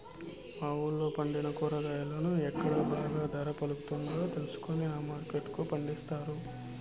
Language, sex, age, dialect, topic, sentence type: Telugu, male, 25-30, Southern, agriculture, statement